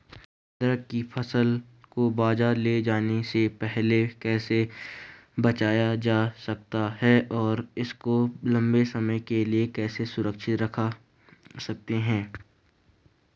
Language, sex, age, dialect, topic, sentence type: Hindi, male, 18-24, Garhwali, agriculture, question